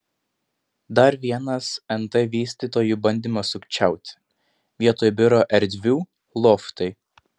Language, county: Lithuanian, Panevėžys